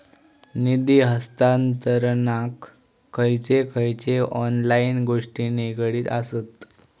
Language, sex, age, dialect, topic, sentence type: Marathi, male, 18-24, Southern Konkan, banking, question